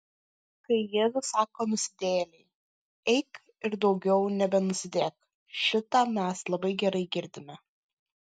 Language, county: Lithuanian, Klaipėda